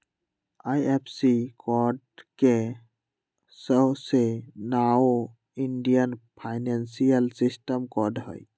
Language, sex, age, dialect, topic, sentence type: Magahi, male, 18-24, Western, banking, statement